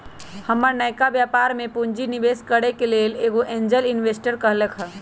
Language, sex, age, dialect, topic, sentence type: Magahi, male, 18-24, Western, banking, statement